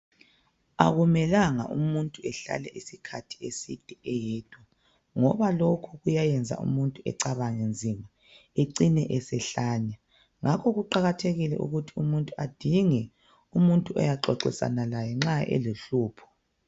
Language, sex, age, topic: North Ndebele, female, 25-35, health